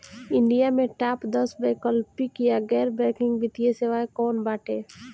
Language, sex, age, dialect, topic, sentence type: Bhojpuri, female, 18-24, Northern, banking, question